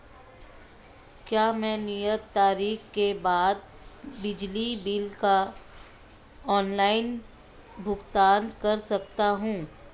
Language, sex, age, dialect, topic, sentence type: Hindi, female, 25-30, Marwari Dhudhari, banking, question